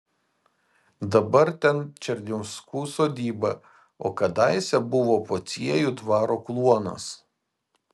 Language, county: Lithuanian, Vilnius